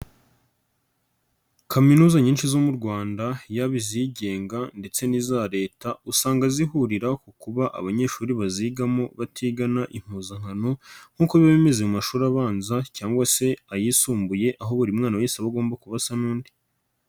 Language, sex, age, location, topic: Kinyarwanda, male, 25-35, Nyagatare, education